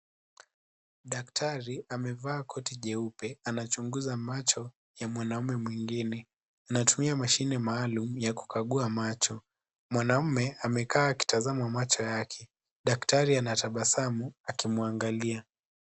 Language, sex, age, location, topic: Swahili, male, 18-24, Kisii, health